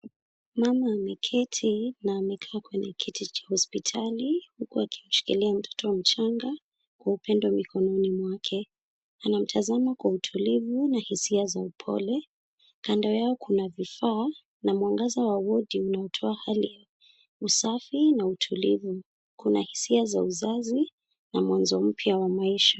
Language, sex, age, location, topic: Swahili, female, 25-35, Kisumu, health